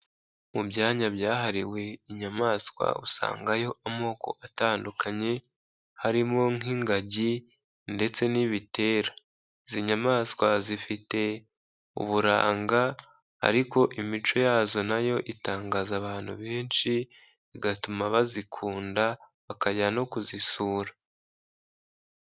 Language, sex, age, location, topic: Kinyarwanda, male, 25-35, Kigali, agriculture